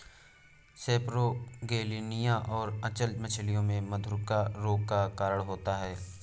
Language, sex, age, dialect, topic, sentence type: Hindi, male, 18-24, Awadhi Bundeli, agriculture, statement